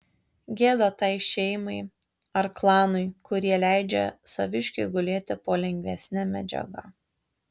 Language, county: Lithuanian, Tauragė